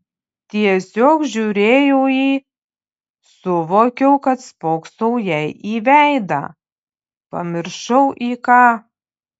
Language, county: Lithuanian, Panevėžys